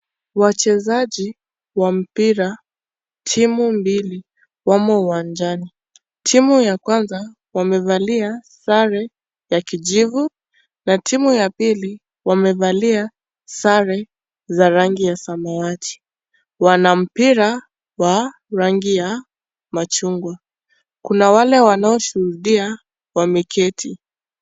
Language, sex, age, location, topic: Swahili, female, 18-24, Kisii, government